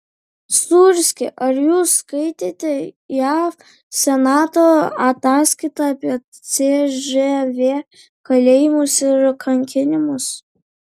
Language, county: Lithuanian, Vilnius